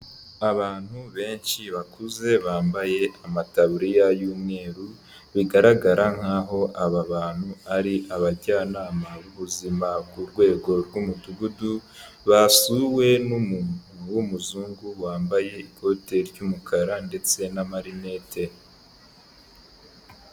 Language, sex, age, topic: Kinyarwanda, male, 18-24, health